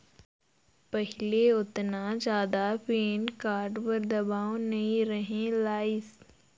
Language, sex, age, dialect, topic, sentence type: Chhattisgarhi, female, 51-55, Northern/Bhandar, banking, statement